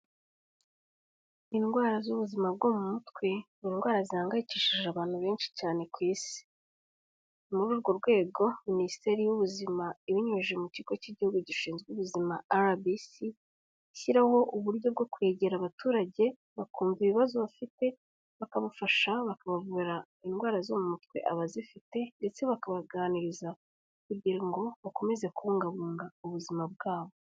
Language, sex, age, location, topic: Kinyarwanda, female, 18-24, Kigali, health